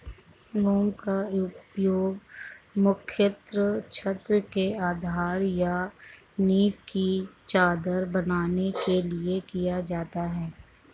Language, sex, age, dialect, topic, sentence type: Hindi, female, 51-55, Marwari Dhudhari, agriculture, statement